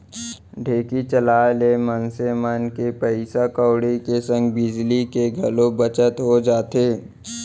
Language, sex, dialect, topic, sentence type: Chhattisgarhi, male, Central, agriculture, statement